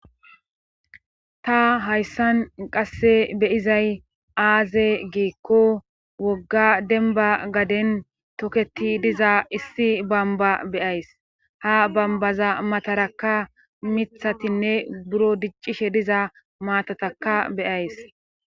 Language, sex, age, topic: Gamo, female, 25-35, government